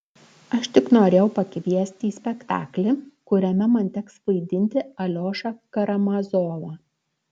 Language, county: Lithuanian, Klaipėda